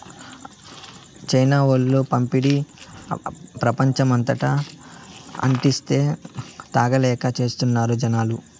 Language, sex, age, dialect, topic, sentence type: Telugu, male, 18-24, Southern, agriculture, statement